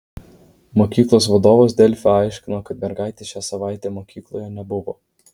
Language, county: Lithuanian, Vilnius